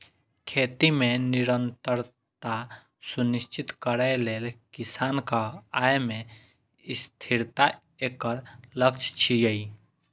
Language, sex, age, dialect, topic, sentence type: Maithili, female, 18-24, Eastern / Thethi, banking, statement